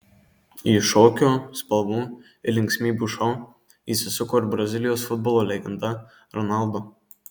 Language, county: Lithuanian, Marijampolė